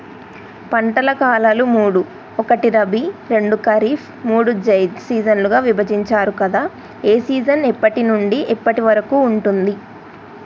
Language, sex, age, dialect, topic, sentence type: Telugu, male, 18-24, Telangana, agriculture, question